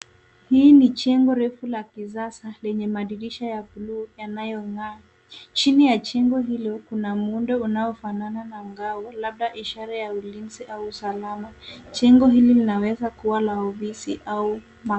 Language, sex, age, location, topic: Swahili, female, 18-24, Nairobi, government